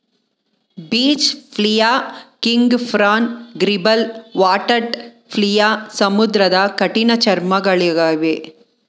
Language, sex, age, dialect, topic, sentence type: Kannada, female, 41-45, Mysore Kannada, agriculture, statement